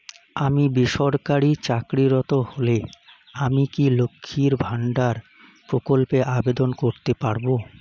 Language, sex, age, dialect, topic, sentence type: Bengali, male, 25-30, Rajbangshi, banking, question